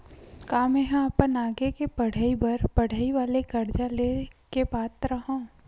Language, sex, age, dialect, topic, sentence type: Chhattisgarhi, female, 60-100, Western/Budati/Khatahi, banking, statement